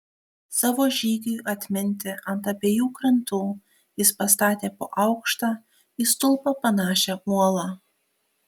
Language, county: Lithuanian, Kaunas